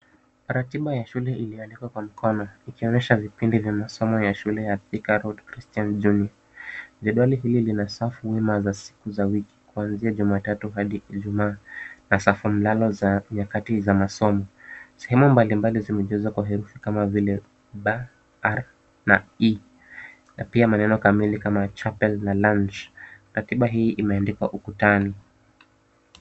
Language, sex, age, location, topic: Swahili, male, 25-35, Kisumu, education